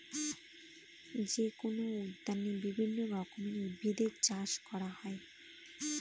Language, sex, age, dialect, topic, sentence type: Bengali, female, 25-30, Northern/Varendri, agriculture, statement